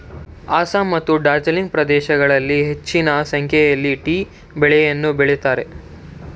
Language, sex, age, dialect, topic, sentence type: Kannada, male, 31-35, Mysore Kannada, agriculture, statement